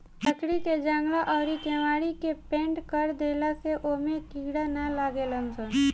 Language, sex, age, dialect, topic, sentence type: Bhojpuri, female, 18-24, Southern / Standard, agriculture, statement